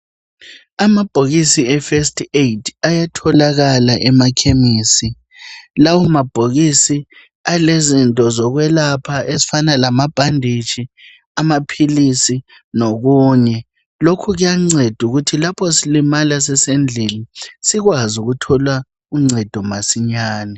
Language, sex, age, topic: North Ndebele, female, 25-35, health